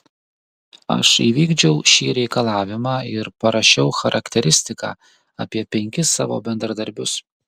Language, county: Lithuanian, Kaunas